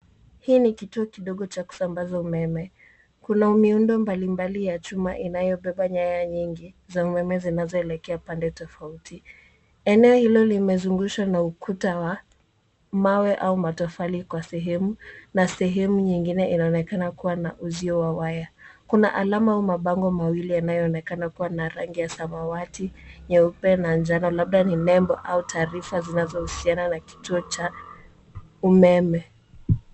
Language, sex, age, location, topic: Swahili, female, 18-24, Nairobi, government